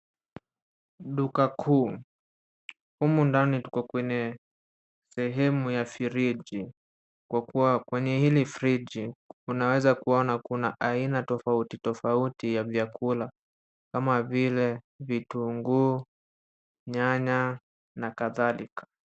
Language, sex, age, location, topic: Swahili, male, 18-24, Nairobi, finance